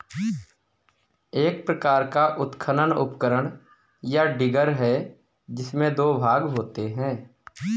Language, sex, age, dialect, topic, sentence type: Hindi, male, 25-30, Kanauji Braj Bhasha, agriculture, statement